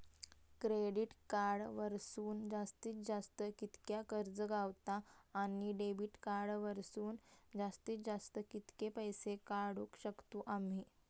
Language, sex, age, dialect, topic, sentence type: Marathi, female, 25-30, Southern Konkan, banking, question